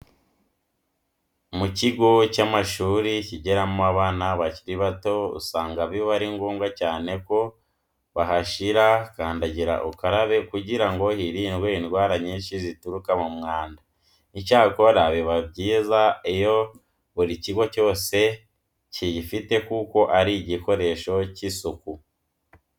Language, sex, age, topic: Kinyarwanda, male, 18-24, education